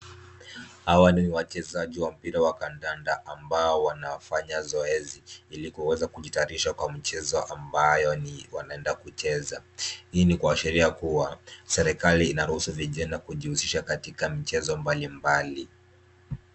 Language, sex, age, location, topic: Swahili, female, 25-35, Kisumu, government